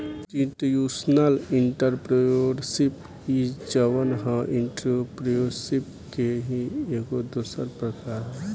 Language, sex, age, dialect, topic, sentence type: Bhojpuri, male, 18-24, Southern / Standard, banking, statement